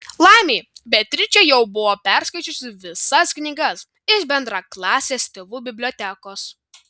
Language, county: Lithuanian, Vilnius